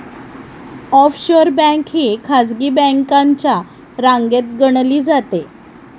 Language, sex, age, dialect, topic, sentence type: Marathi, female, 36-40, Standard Marathi, banking, statement